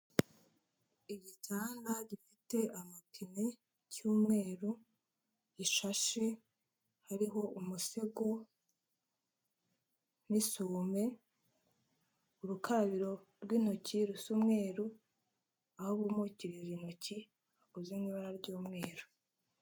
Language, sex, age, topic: Kinyarwanda, female, 25-35, health